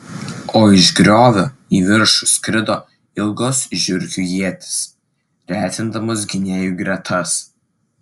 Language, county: Lithuanian, Klaipėda